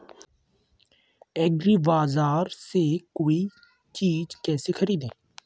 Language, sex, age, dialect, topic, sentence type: Hindi, male, 51-55, Kanauji Braj Bhasha, agriculture, question